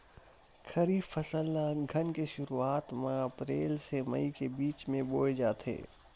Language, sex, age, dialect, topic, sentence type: Chhattisgarhi, male, 60-100, Western/Budati/Khatahi, agriculture, statement